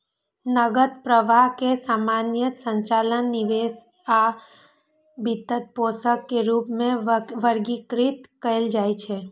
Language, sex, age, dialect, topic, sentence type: Maithili, female, 31-35, Eastern / Thethi, banking, statement